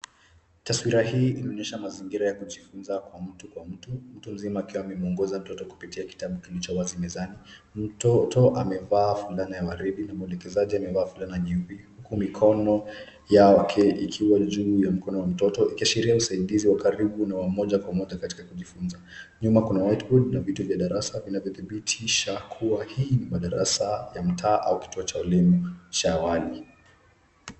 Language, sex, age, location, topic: Swahili, male, 18-24, Nairobi, education